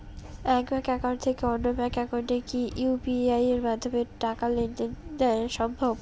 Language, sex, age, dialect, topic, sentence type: Bengali, female, 18-24, Rajbangshi, banking, question